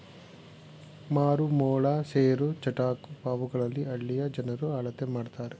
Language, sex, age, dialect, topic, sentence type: Kannada, male, 36-40, Mysore Kannada, agriculture, statement